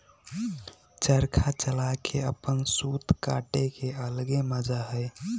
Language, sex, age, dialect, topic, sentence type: Magahi, male, 18-24, Western, agriculture, statement